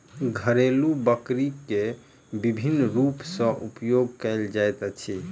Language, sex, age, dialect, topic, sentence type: Maithili, male, 31-35, Southern/Standard, agriculture, statement